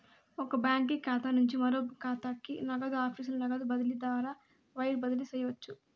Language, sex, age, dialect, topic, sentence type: Telugu, female, 56-60, Southern, banking, statement